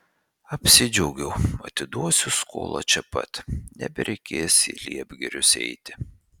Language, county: Lithuanian, Šiauliai